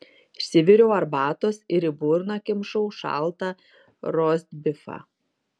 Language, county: Lithuanian, Šiauliai